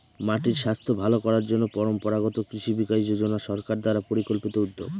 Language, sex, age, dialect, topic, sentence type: Bengali, male, 18-24, Northern/Varendri, agriculture, statement